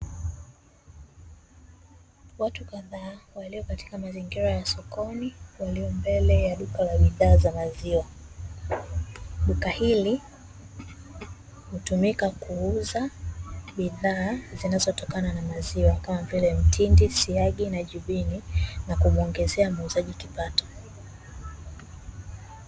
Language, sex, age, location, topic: Swahili, female, 18-24, Dar es Salaam, finance